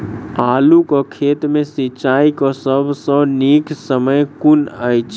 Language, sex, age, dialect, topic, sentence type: Maithili, male, 25-30, Southern/Standard, agriculture, question